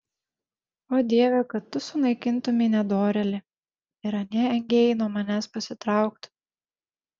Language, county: Lithuanian, Šiauliai